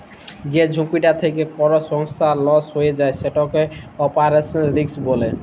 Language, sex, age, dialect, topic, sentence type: Bengali, male, 18-24, Jharkhandi, banking, statement